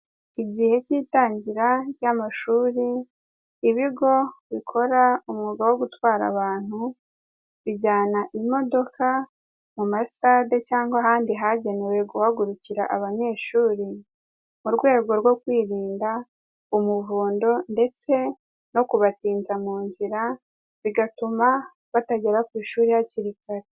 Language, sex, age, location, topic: Kinyarwanda, female, 18-24, Kigali, education